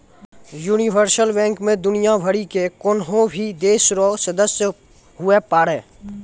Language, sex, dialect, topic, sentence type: Maithili, male, Angika, banking, statement